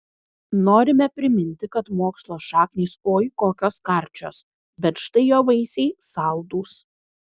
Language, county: Lithuanian, Kaunas